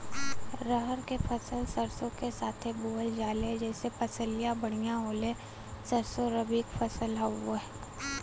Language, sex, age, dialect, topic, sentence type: Bhojpuri, female, 18-24, Western, agriculture, question